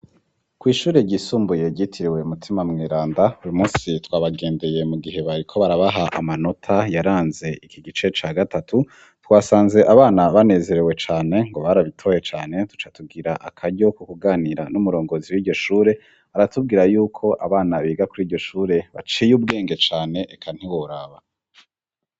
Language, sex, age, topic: Rundi, male, 25-35, education